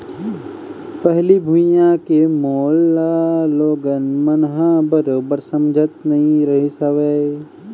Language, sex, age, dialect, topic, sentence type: Chhattisgarhi, male, 18-24, Eastern, banking, statement